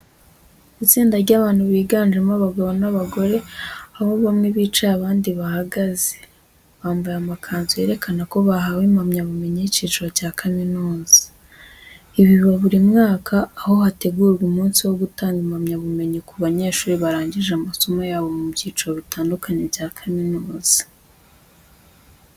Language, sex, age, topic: Kinyarwanda, female, 18-24, education